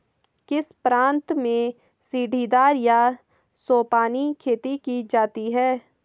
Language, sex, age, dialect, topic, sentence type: Hindi, female, 18-24, Hindustani Malvi Khadi Boli, agriculture, question